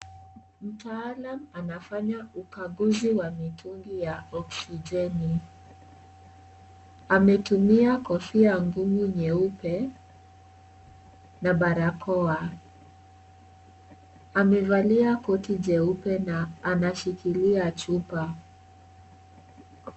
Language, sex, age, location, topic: Swahili, female, 36-49, Kisii, health